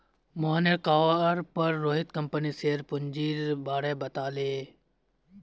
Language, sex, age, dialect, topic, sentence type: Magahi, male, 18-24, Northeastern/Surjapuri, banking, statement